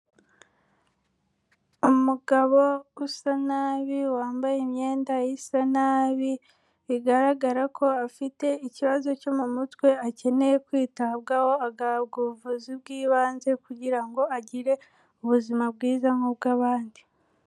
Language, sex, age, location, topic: Kinyarwanda, female, 18-24, Kigali, health